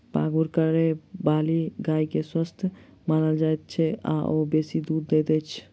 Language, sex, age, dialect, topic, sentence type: Maithili, male, 18-24, Southern/Standard, agriculture, statement